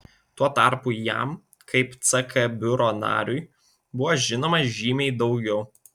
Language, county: Lithuanian, Vilnius